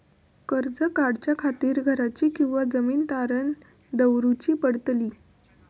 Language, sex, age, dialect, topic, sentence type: Marathi, female, 18-24, Southern Konkan, banking, question